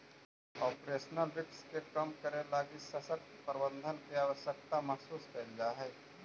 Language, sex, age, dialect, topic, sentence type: Magahi, male, 18-24, Central/Standard, agriculture, statement